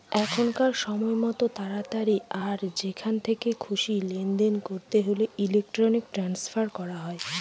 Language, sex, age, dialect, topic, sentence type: Bengali, female, 25-30, Northern/Varendri, banking, statement